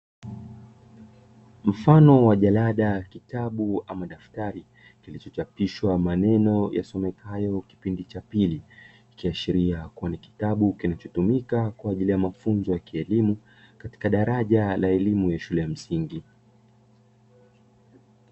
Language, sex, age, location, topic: Swahili, male, 25-35, Dar es Salaam, education